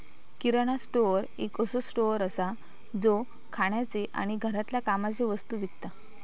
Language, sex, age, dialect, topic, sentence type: Marathi, female, 18-24, Southern Konkan, agriculture, statement